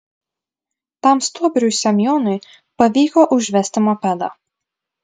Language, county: Lithuanian, Vilnius